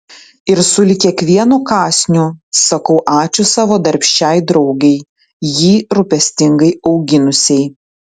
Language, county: Lithuanian, Tauragė